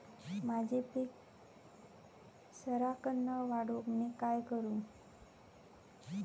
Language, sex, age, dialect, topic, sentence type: Marathi, female, 25-30, Southern Konkan, agriculture, question